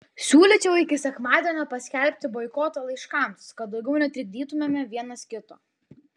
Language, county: Lithuanian, Vilnius